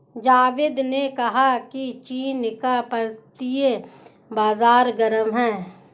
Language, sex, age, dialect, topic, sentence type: Hindi, female, 18-24, Hindustani Malvi Khadi Boli, banking, statement